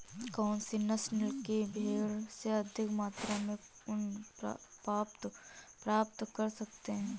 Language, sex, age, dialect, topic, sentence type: Hindi, female, 18-24, Marwari Dhudhari, agriculture, question